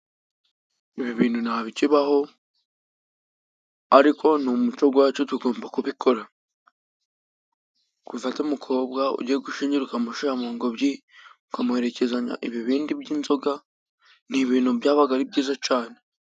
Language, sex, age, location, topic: Kinyarwanda, female, 36-49, Musanze, government